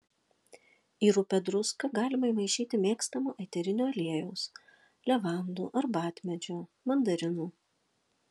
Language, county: Lithuanian, Alytus